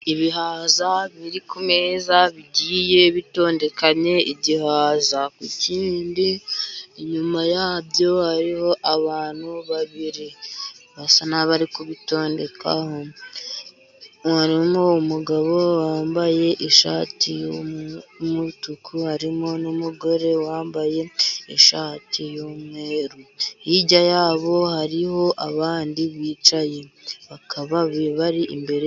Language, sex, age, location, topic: Kinyarwanda, female, 50+, Musanze, agriculture